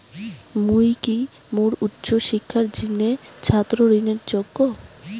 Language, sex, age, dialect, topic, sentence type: Bengali, female, 18-24, Rajbangshi, banking, statement